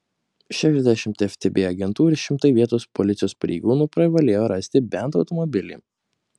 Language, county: Lithuanian, Kaunas